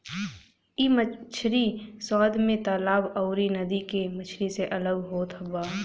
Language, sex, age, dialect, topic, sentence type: Bhojpuri, female, 18-24, Western, agriculture, statement